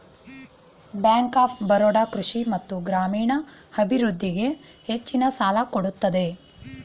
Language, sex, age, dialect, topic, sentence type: Kannada, female, 41-45, Mysore Kannada, banking, statement